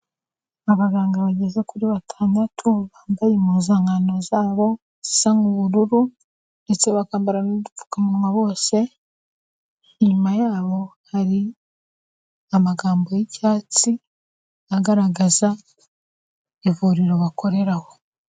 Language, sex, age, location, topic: Kinyarwanda, female, 25-35, Kigali, health